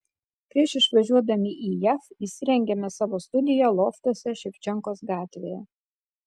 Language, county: Lithuanian, Kaunas